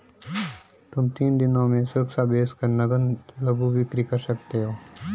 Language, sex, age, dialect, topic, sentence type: Hindi, male, 25-30, Marwari Dhudhari, banking, statement